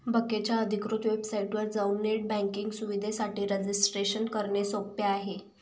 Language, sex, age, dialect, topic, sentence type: Marathi, female, 18-24, Northern Konkan, banking, statement